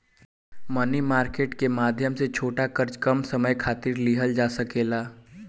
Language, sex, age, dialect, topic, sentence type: Bhojpuri, male, 18-24, Southern / Standard, banking, statement